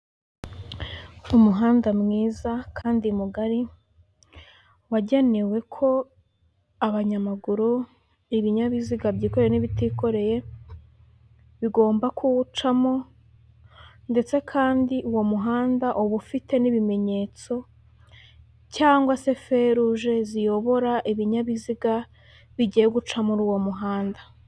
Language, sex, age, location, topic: Kinyarwanda, female, 18-24, Huye, government